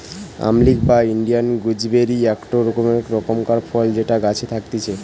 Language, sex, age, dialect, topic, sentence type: Bengali, male, 18-24, Western, agriculture, statement